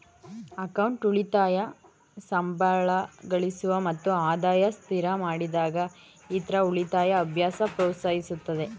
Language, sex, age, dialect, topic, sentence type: Kannada, female, 18-24, Mysore Kannada, banking, statement